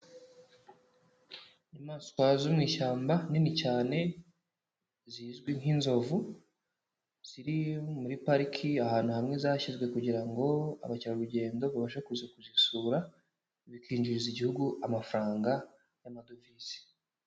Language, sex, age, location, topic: Kinyarwanda, male, 18-24, Huye, agriculture